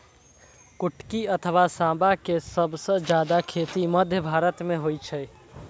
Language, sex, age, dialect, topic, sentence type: Maithili, male, 18-24, Eastern / Thethi, agriculture, statement